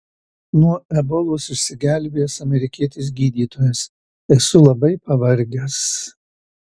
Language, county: Lithuanian, Marijampolė